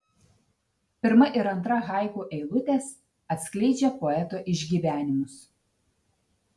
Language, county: Lithuanian, Telšiai